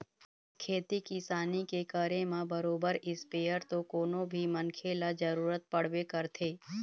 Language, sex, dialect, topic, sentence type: Chhattisgarhi, female, Eastern, agriculture, statement